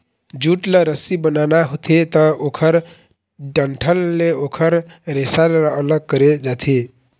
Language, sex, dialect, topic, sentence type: Chhattisgarhi, male, Eastern, agriculture, statement